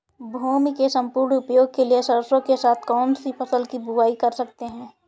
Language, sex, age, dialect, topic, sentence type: Hindi, female, 25-30, Awadhi Bundeli, agriculture, question